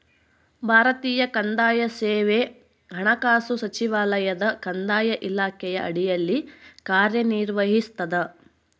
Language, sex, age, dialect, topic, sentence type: Kannada, female, 60-100, Central, banking, statement